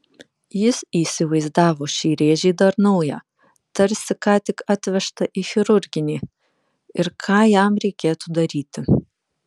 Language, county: Lithuanian, Vilnius